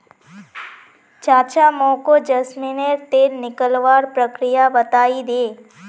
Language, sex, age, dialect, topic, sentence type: Magahi, female, 18-24, Northeastern/Surjapuri, agriculture, statement